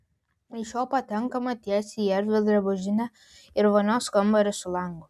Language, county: Lithuanian, Vilnius